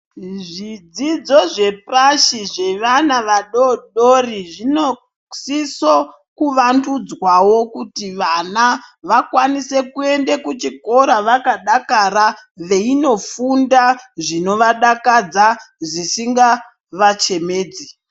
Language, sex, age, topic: Ndau, female, 36-49, education